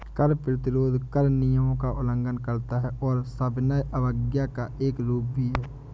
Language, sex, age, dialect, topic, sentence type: Hindi, male, 25-30, Awadhi Bundeli, banking, statement